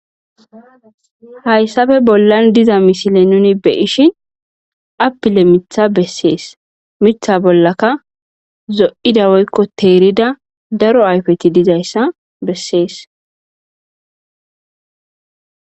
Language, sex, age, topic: Gamo, female, 25-35, agriculture